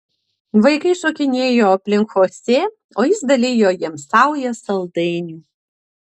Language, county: Lithuanian, Utena